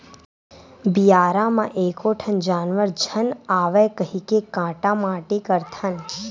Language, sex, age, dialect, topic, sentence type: Chhattisgarhi, female, 18-24, Western/Budati/Khatahi, agriculture, statement